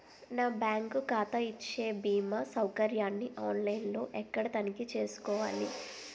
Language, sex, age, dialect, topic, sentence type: Telugu, female, 25-30, Utterandhra, banking, question